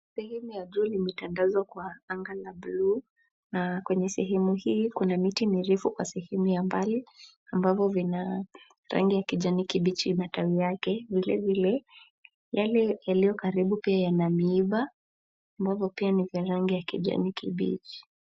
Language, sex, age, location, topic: Swahili, female, 18-24, Nairobi, health